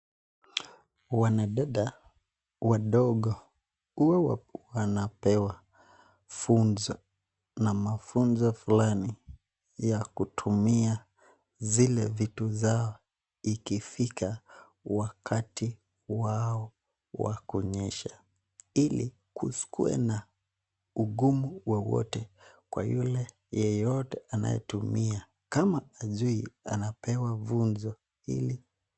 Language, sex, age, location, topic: Swahili, male, 25-35, Nakuru, health